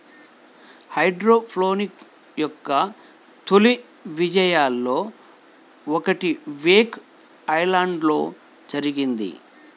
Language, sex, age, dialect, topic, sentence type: Telugu, male, 36-40, Central/Coastal, agriculture, statement